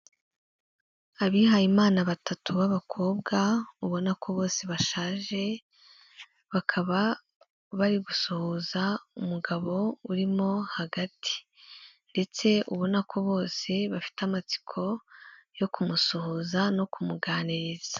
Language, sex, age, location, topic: Kinyarwanda, female, 18-24, Kigali, health